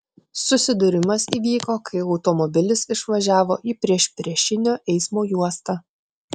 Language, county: Lithuanian, Klaipėda